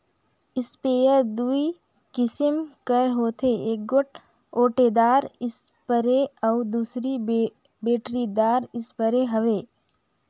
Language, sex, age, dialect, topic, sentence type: Chhattisgarhi, female, 18-24, Northern/Bhandar, agriculture, statement